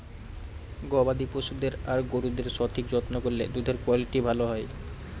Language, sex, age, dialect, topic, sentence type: Bengali, male, 18-24, Northern/Varendri, agriculture, statement